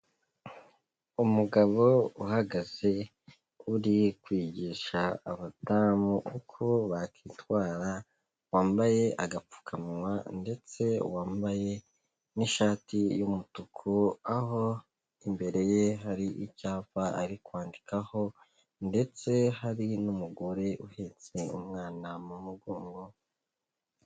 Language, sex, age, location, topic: Kinyarwanda, male, 18-24, Kigali, health